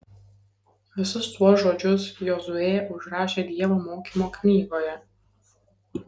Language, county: Lithuanian, Kaunas